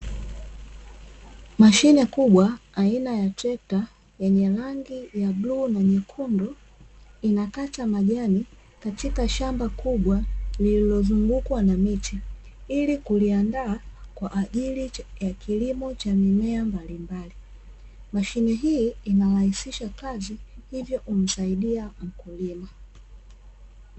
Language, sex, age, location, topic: Swahili, female, 25-35, Dar es Salaam, agriculture